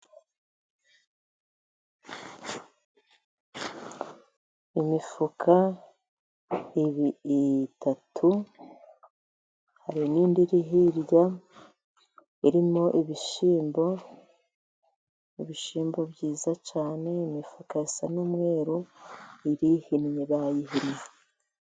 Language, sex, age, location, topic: Kinyarwanda, female, 50+, Musanze, agriculture